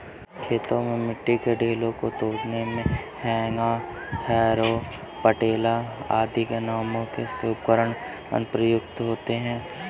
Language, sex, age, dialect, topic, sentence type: Hindi, male, 31-35, Kanauji Braj Bhasha, agriculture, statement